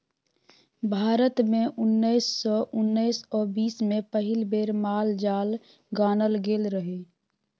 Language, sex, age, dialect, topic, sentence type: Maithili, female, 18-24, Bajjika, agriculture, statement